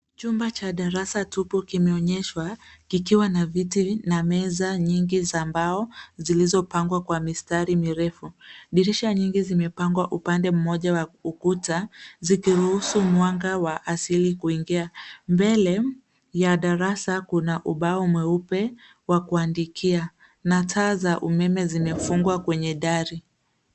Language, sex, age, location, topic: Swahili, female, 25-35, Nairobi, education